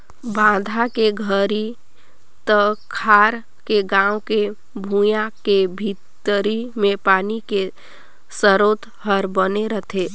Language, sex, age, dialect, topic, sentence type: Chhattisgarhi, female, 25-30, Northern/Bhandar, agriculture, statement